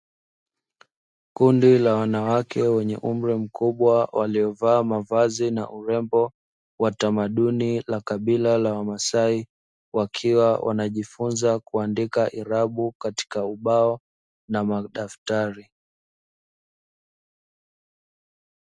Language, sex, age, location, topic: Swahili, male, 25-35, Dar es Salaam, education